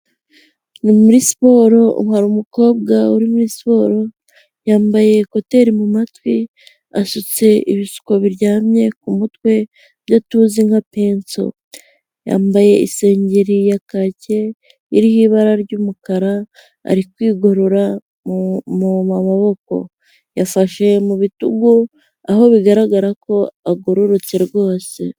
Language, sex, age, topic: Kinyarwanda, female, 18-24, health